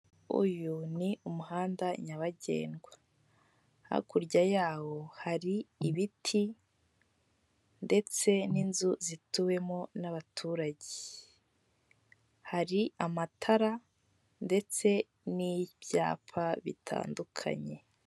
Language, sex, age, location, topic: Kinyarwanda, female, 18-24, Kigali, government